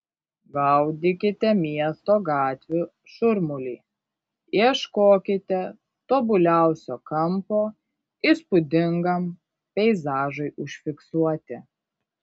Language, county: Lithuanian, Kaunas